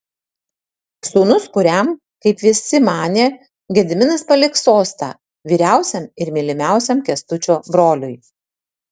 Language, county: Lithuanian, Tauragė